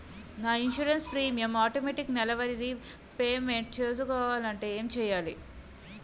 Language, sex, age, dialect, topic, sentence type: Telugu, female, 31-35, Utterandhra, banking, question